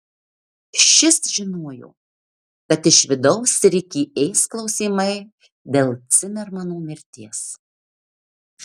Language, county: Lithuanian, Marijampolė